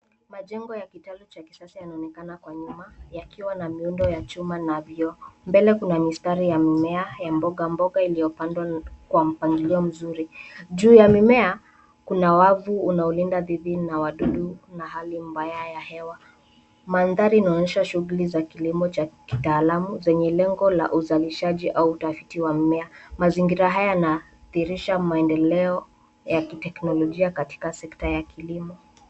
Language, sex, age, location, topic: Swahili, female, 18-24, Nairobi, agriculture